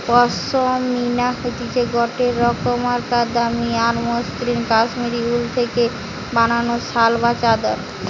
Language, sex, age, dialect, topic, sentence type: Bengali, female, 18-24, Western, agriculture, statement